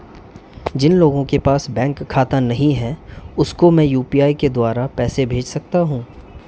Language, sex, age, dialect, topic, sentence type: Hindi, male, 25-30, Marwari Dhudhari, banking, question